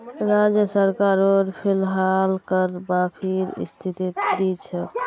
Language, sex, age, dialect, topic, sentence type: Magahi, female, 18-24, Northeastern/Surjapuri, banking, statement